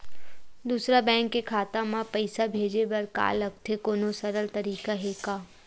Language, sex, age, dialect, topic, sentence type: Chhattisgarhi, female, 51-55, Western/Budati/Khatahi, banking, question